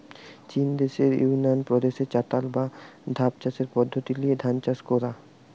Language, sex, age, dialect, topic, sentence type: Bengali, male, 18-24, Western, agriculture, statement